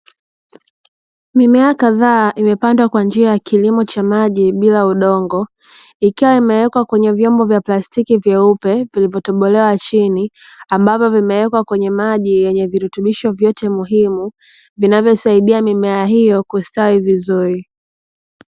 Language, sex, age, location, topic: Swahili, female, 25-35, Dar es Salaam, agriculture